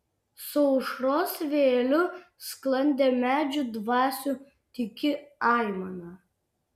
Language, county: Lithuanian, Vilnius